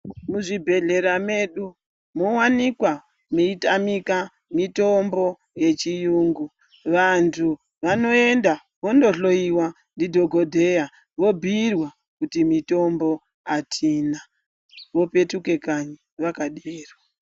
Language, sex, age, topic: Ndau, male, 18-24, health